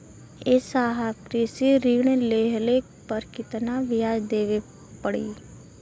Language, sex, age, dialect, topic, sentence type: Bhojpuri, female, 18-24, Western, banking, question